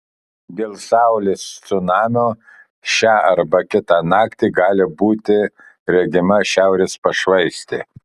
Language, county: Lithuanian, Kaunas